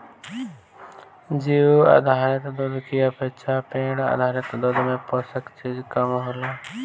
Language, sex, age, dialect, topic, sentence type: Bhojpuri, male, 18-24, Northern, agriculture, statement